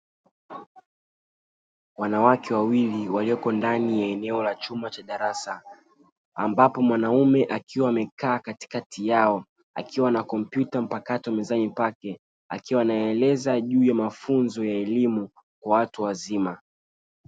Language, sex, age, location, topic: Swahili, male, 36-49, Dar es Salaam, education